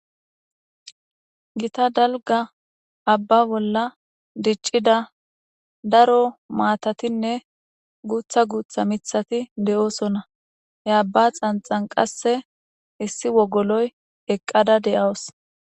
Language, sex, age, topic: Gamo, female, 18-24, government